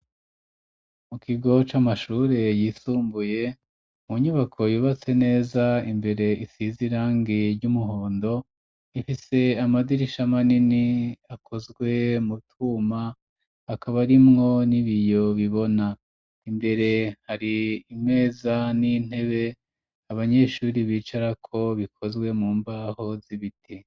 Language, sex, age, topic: Rundi, male, 36-49, education